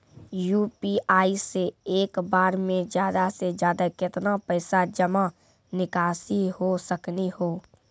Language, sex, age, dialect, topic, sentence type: Maithili, female, 31-35, Angika, banking, question